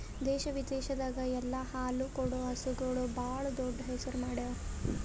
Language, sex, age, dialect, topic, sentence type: Kannada, male, 18-24, Northeastern, agriculture, statement